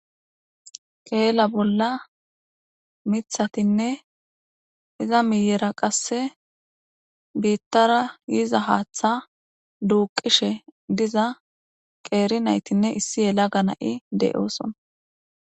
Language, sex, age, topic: Gamo, female, 25-35, government